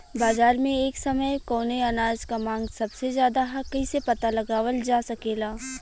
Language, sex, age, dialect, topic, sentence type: Bhojpuri, female, 18-24, Western, agriculture, question